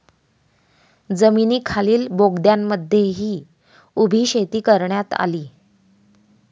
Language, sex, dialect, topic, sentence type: Marathi, female, Standard Marathi, agriculture, statement